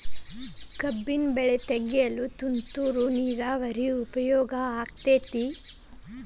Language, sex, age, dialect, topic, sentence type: Kannada, male, 18-24, Dharwad Kannada, agriculture, question